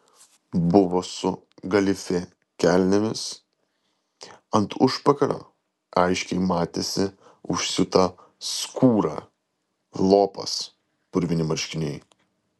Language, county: Lithuanian, Vilnius